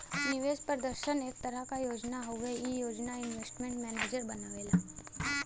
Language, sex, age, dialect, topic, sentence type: Bhojpuri, female, 18-24, Western, banking, statement